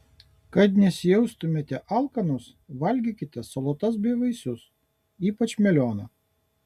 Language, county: Lithuanian, Kaunas